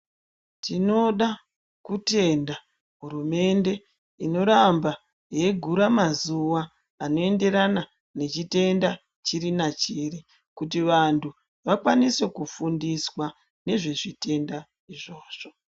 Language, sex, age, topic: Ndau, male, 50+, health